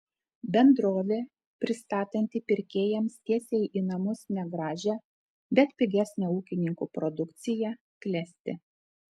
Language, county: Lithuanian, Telšiai